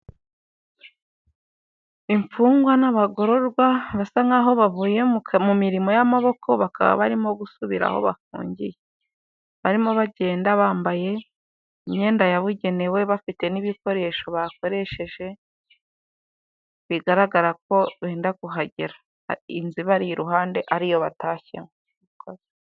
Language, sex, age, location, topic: Kinyarwanda, female, 25-35, Huye, government